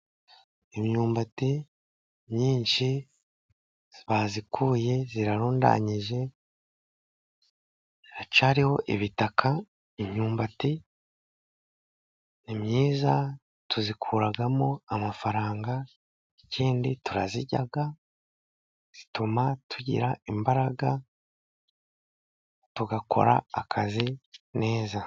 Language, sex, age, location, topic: Kinyarwanda, male, 36-49, Musanze, agriculture